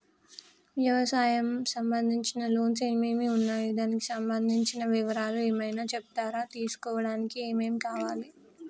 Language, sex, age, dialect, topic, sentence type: Telugu, female, 18-24, Telangana, banking, question